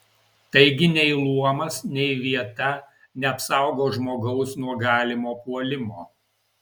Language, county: Lithuanian, Alytus